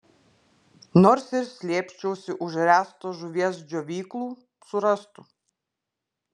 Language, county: Lithuanian, Klaipėda